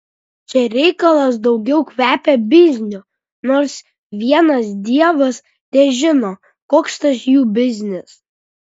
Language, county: Lithuanian, Kaunas